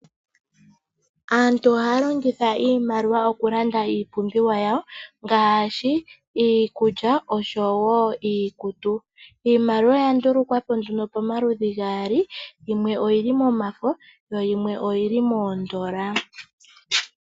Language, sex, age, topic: Oshiwambo, female, 18-24, finance